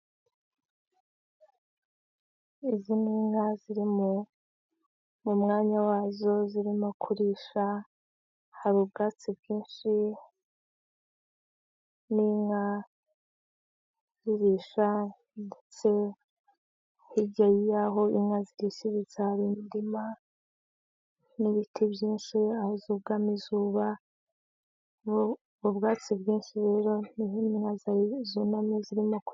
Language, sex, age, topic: Kinyarwanda, female, 25-35, agriculture